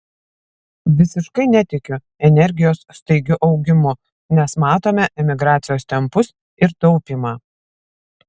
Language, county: Lithuanian, Vilnius